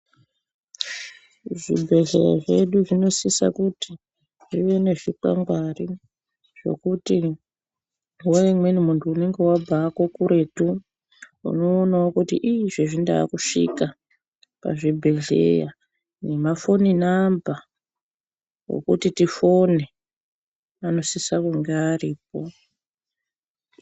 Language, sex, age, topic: Ndau, female, 18-24, health